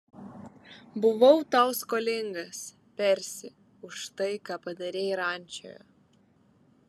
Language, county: Lithuanian, Vilnius